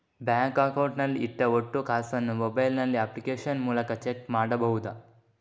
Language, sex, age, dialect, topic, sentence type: Kannada, male, 18-24, Coastal/Dakshin, banking, question